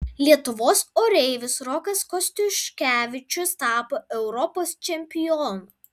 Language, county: Lithuanian, Vilnius